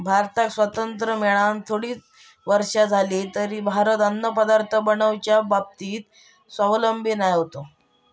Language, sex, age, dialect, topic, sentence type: Marathi, male, 31-35, Southern Konkan, agriculture, statement